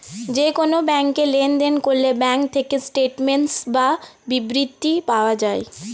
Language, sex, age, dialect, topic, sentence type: Bengali, female, 18-24, Standard Colloquial, banking, statement